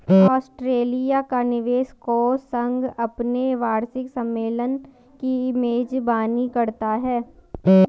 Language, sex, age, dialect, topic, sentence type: Hindi, female, 18-24, Garhwali, banking, statement